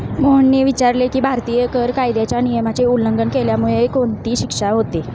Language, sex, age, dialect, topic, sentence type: Marathi, female, 25-30, Standard Marathi, banking, statement